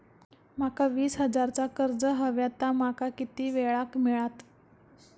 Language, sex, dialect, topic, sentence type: Marathi, female, Southern Konkan, banking, question